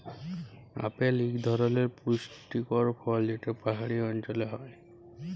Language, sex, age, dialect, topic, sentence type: Bengali, male, 25-30, Jharkhandi, agriculture, statement